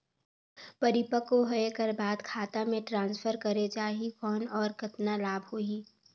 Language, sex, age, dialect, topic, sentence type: Chhattisgarhi, female, 18-24, Northern/Bhandar, banking, question